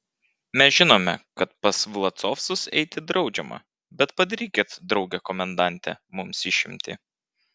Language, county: Lithuanian, Vilnius